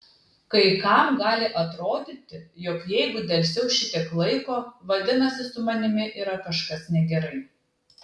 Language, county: Lithuanian, Klaipėda